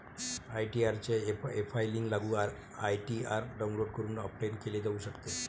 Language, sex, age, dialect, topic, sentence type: Marathi, male, 36-40, Varhadi, banking, statement